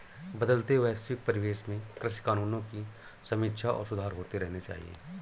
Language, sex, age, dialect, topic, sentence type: Hindi, male, 36-40, Awadhi Bundeli, agriculture, statement